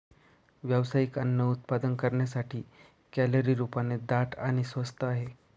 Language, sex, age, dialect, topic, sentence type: Marathi, male, 25-30, Northern Konkan, agriculture, statement